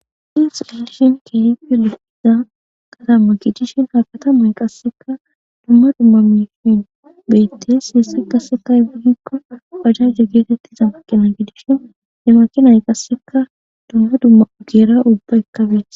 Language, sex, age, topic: Gamo, female, 25-35, government